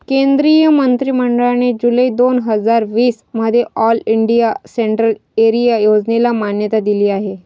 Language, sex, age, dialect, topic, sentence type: Marathi, female, 25-30, Varhadi, agriculture, statement